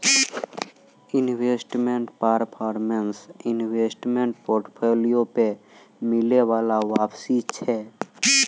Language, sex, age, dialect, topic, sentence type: Maithili, male, 18-24, Angika, banking, statement